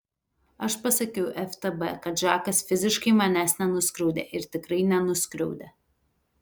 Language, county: Lithuanian, Telšiai